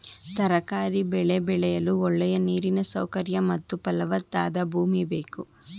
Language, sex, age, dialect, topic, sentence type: Kannada, female, 18-24, Mysore Kannada, agriculture, statement